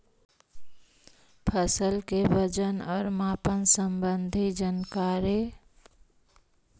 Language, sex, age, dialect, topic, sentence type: Magahi, male, 25-30, Central/Standard, agriculture, question